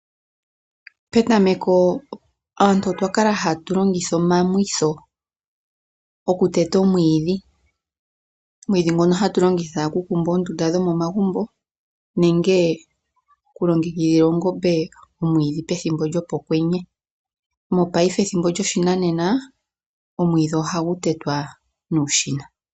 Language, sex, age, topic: Oshiwambo, female, 25-35, agriculture